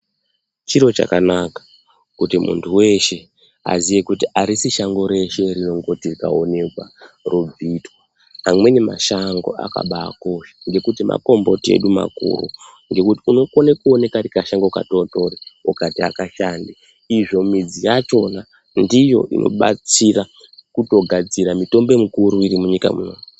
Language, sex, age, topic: Ndau, male, 25-35, health